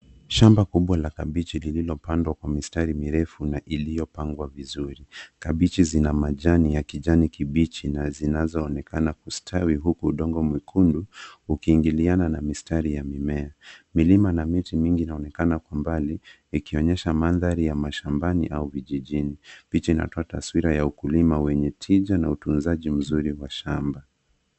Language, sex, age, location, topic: Swahili, male, 25-35, Nairobi, agriculture